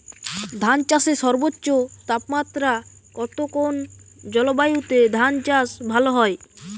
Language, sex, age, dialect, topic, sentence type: Bengali, male, <18, Jharkhandi, agriculture, question